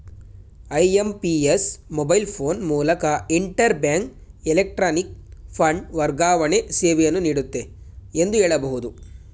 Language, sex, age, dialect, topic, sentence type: Kannada, male, 18-24, Mysore Kannada, banking, statement